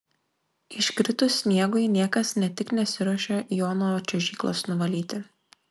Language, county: Lithuanian, Klaipėda